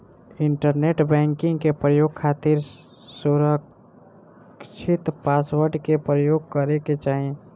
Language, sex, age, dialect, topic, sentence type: Bhojpuri, female, <18, Southern / Standard, banking, statement